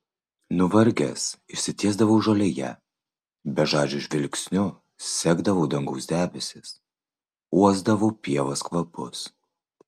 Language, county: Lithuanian, Vilnius